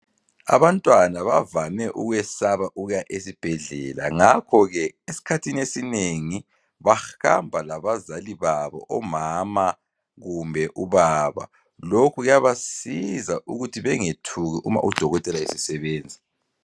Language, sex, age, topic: North Ndebele, female, 36-49, health